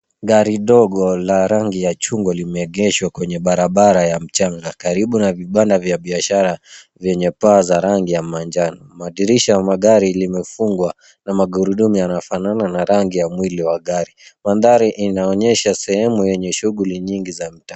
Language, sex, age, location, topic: Swahili, male, 18-24, Nairobi, finance